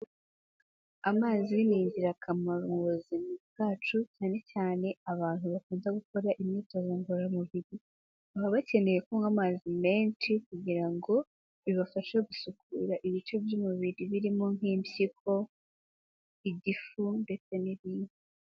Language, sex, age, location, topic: Kinyarwanda, female, 18-24, Kigali, health